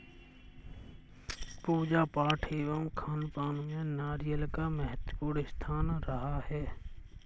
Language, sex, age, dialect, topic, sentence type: Hindi, male, 46-50, Kanauji Braj Bhasha, agriculture, statement